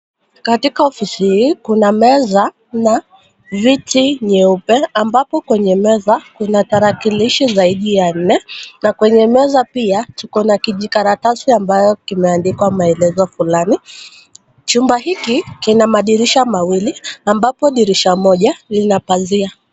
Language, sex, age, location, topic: Swahili, female, 18-24, Kisumu, education